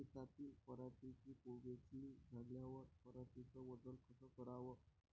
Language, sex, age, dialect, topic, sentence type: Marathi, male, 18-24, Varhadi, agriculture, question